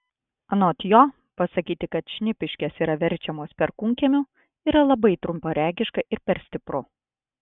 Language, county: Lithuanian, Klaipėda